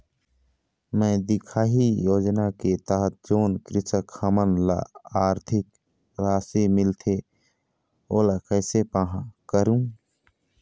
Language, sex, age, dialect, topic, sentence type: Chhattisgarhi, male, 25-30, Eastern, banking, question